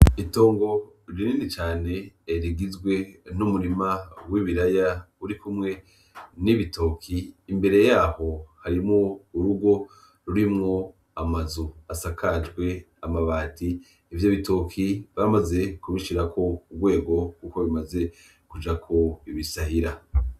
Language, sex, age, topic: Rundi, male, 25-35, agriculture